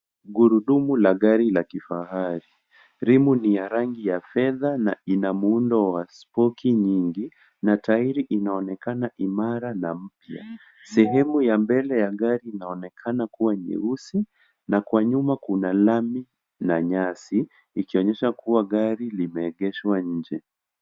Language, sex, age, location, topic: Swahili, male, 18-24, Nairobi, finance